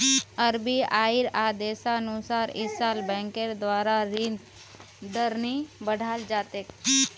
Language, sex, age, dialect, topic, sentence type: Magahi, female, 18-24, Northeastern/Surjapuri, banking, statement